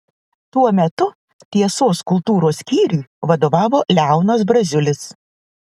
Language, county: Lithuanian, Vilnius